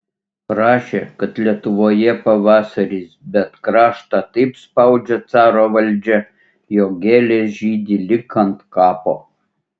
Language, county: Lithuanian, Utena